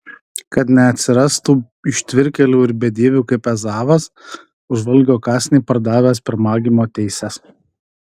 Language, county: Lithuanian, Alytus